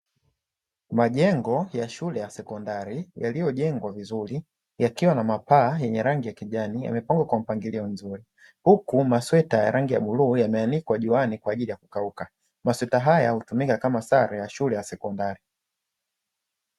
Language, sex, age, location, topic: Swahili, male, 25-35, Dar es Salaam, education